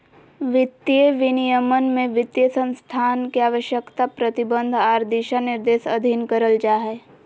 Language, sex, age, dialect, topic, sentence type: Magahi, female, 18-24, Southern, banking, statement